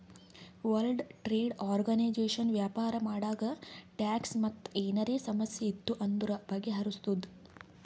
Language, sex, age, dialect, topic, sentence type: Kannada, female, 46-50, Northeastern, banking, statement